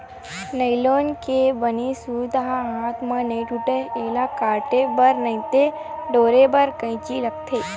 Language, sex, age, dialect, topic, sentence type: Chhattisgarhi, female, 25-30, Western/Budati/Khatahi, agriculture, statement